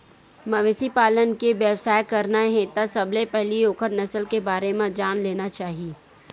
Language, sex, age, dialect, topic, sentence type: Chhattisgarhi, female, 41-45, Western/Budati/Khatahi, agriculture, statement